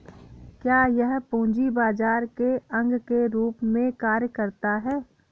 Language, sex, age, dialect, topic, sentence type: Hindi, female, 31-35, Awadhi Bundeli, banking, question